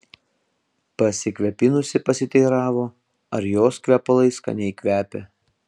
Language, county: Lithuanian, Panevėžys